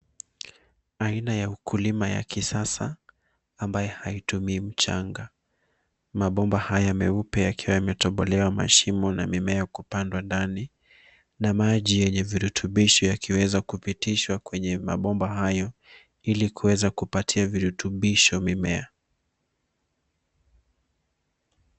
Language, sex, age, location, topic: Swahili, male, 25-35, Nairobi, agriculture